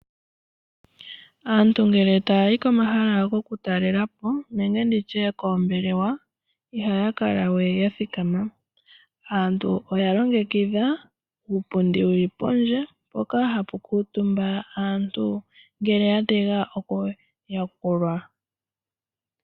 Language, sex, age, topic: Oshiwambo, female, 18-24, finance